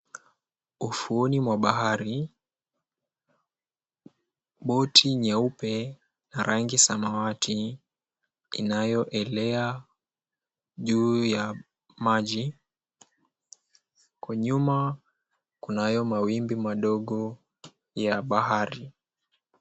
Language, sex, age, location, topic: Swahili, male, 18-24, Mombasa, government